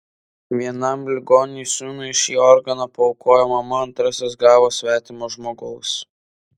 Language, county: Lithuanian, Vilnius